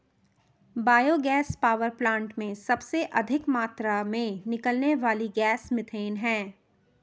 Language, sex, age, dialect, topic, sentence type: Hindi, female, 31-35, Marwari Dhudhari, agriculture, statement